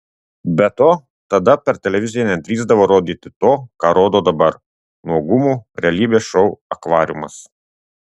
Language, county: Lithuanian, Tauragė